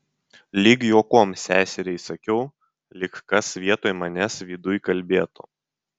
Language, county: Lithuanian, Vilnius